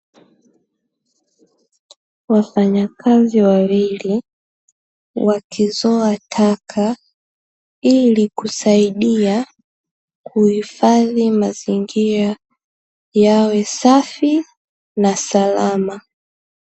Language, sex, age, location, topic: Swahili, female, 18-24, Dar es Salaam, government